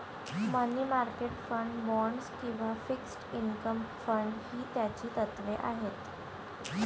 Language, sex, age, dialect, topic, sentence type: Marathi, female, 51-55, Varhadi, banking, statement